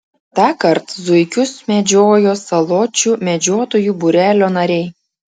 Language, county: Lithuanian, Klaipėda